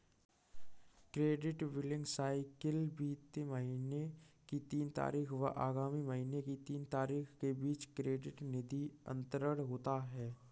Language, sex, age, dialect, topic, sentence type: Hindi, male, 36-40, Kanauji Braj Bhasha, banking, statement